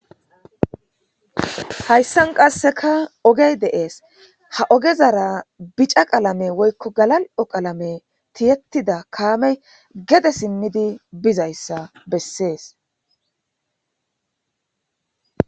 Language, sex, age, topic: Gamo, female, 25-35, government